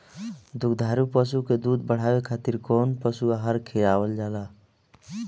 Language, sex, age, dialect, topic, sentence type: Bhojpuri, male, 25-30, Northern, agriculture, question